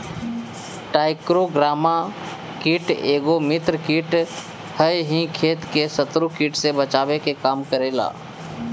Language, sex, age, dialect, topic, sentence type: Bhojpuri, male, 25-30, Northern, agriculture, statement